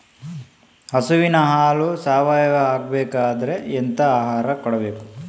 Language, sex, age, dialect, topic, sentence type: Kannada, male, 18-24, Coastal/Dakshin, agriculture, question